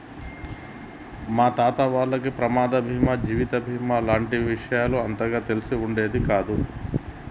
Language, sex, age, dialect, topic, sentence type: Telugu, male, 41-45, Telangana, banking, statement